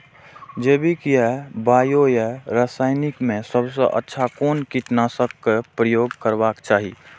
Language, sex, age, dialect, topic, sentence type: Maithili, male, 60-100, Eastern / Thethi, agriculture, question